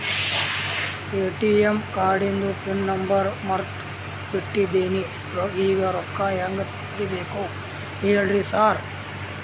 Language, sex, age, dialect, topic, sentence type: Kannada, male, 46-50, Dharwad Kannada, banking, question